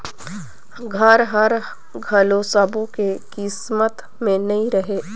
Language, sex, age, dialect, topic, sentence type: Chhattisgarhi, female, 25-30, Northern/Bhandar, banking, statement